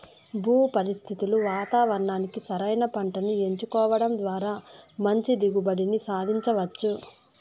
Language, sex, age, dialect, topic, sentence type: Telugu, female, 25-30, Southern, agriculture, statement